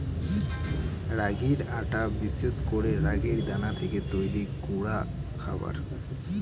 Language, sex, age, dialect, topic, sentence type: Bengali, male, 18-24, Northern/Varendri, agriculture, statement